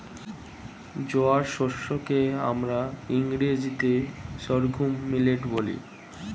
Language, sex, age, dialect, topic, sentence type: Bengali, male, 18-24, Standard Colloquial, agriculture, statement